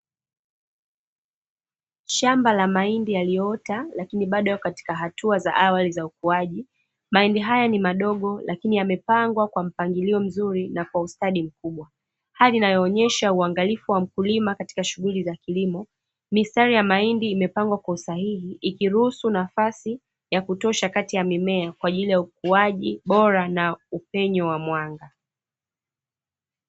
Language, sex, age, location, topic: Swahili, female, 25-35, Dar es Salaam, agriculture